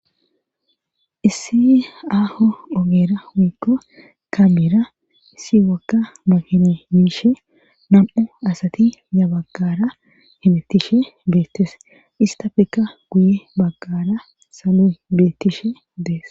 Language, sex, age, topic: Gamo, female, 25-35, government